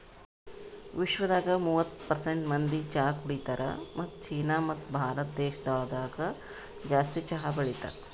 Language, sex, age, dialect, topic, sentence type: Kannada, female, 36-40, Northeastern, agriculture, statement